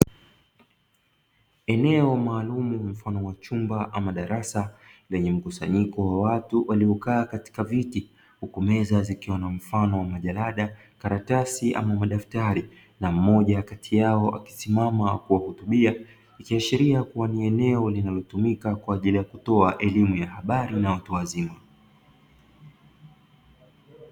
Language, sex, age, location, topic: Swahili, male, 25-35, Dar es Salaam, education